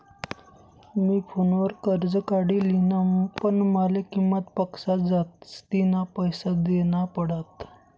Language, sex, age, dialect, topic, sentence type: Marathi, male, 25-30, Northern Konkan, banking, statement